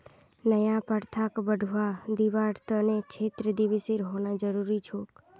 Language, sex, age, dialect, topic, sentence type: Magahi, female, 31-35, Northeastern/Surjapuri, agriculture, statement